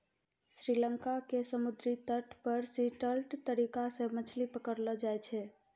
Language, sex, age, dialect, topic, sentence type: Maithili, female, 41-45, Angika, agriculture, statement